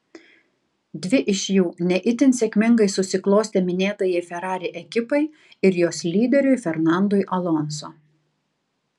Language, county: Lithuanian, Tauragė